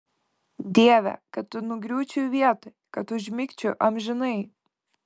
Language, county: Lithuanian, Kaunas